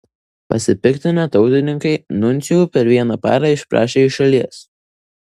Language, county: Lithuanian, Vilnius